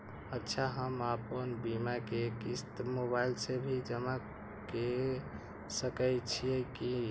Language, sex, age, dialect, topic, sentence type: Maithili, male, 51-55, Eastern / Thethi, banking, question